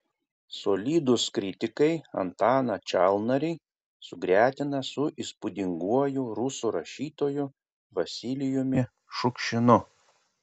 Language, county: Lithuanian, Kaunas